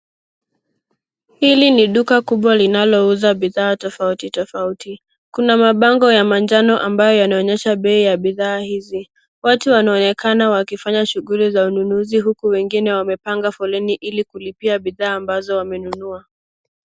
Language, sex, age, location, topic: Swahili, female, 18-24, Nairobi, finance